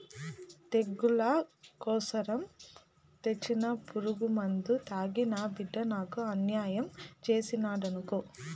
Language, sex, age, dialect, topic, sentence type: Telugu, female, 41-45, Southern, agriculture, statement